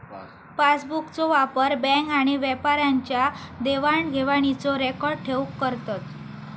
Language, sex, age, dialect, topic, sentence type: Marathi, female, 18-24, Southern Konkan, banking, statement